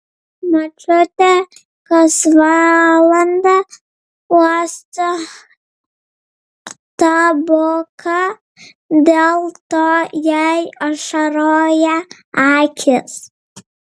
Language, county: Lithuanian, Vilnius